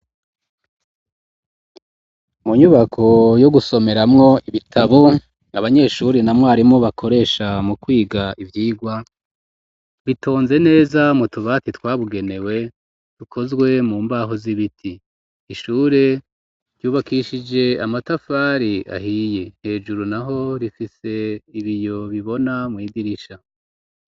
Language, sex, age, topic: Rundi, female, 25-35, education